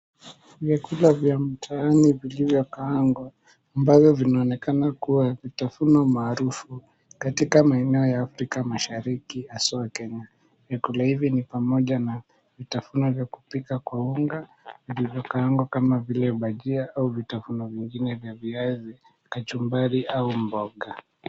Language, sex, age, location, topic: Swahili, male, 18-24, Mombasa, agriculture